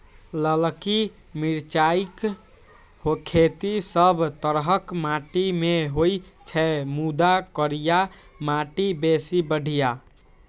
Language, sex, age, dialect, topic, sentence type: Maithili, male, 18-24, Eastern / Thethi, agriculture, statement